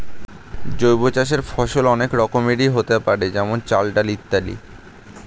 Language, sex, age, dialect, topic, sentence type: Bengali, male, 18-24, Standard Colloquial, agriculture, statement